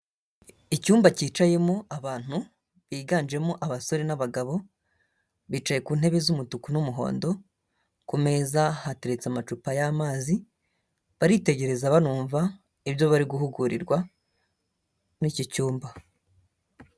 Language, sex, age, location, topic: Kinyarwanda, male, 18-24, Huye, education